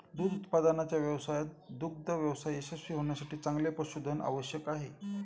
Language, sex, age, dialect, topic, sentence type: Marathi, male, 46-50, Standard Marathi, agriculture, statement